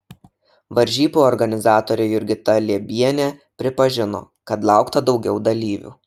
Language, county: Lithuanian, Šiauliai